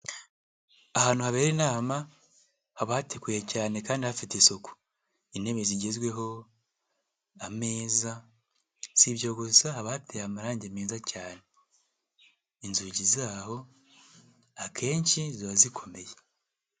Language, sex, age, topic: Kinyarwanda, male, 18-24, health